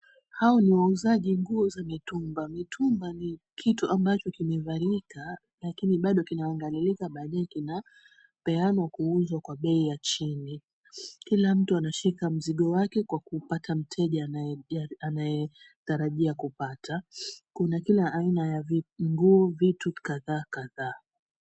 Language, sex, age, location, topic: Swahili, female, 36-49, Mombasa, finance